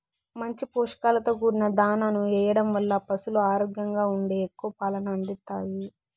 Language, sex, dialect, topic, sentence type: Telugu, female, Southern, agriculture, statement